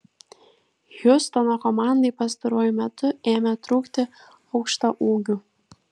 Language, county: Lithuanian, Vilnius